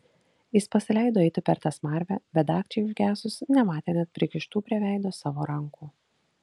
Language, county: Lithuanian, Kaunas